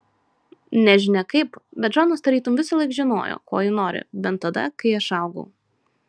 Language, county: Lithuanian, Šiauliai